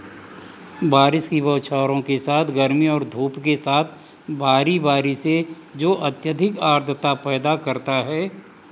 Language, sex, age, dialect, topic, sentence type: Hindi, male, 60-100, Marwari Dhudhari, agriculture, statement